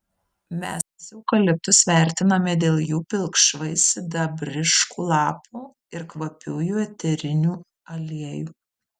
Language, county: Lithuanian, Vilnius